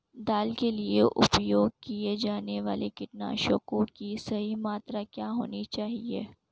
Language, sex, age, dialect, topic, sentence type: Hindi, female, 18-24, Marwari Dhudhari, agriculture, question